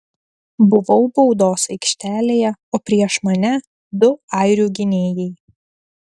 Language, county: Lithuanian, Telšiai